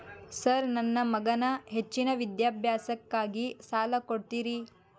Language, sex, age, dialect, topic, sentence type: Kannada, female, 18-24, Dharwad Kannada, banking, question